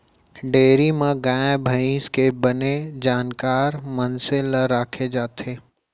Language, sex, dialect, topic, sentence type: Chhattisgarhi, male, Central, agriculture, statement